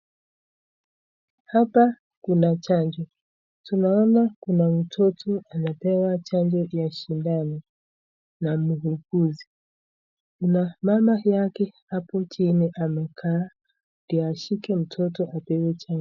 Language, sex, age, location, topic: Swahili, female, 36-49, Nakuru, health